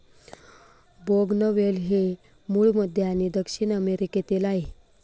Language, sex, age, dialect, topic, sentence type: Marathi, female, 25-30, Northern Konkan, agriculture, statement